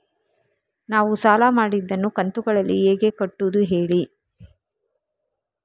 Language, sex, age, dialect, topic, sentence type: Kannada, female, 36-40, Coastal/Dakshin, banking, question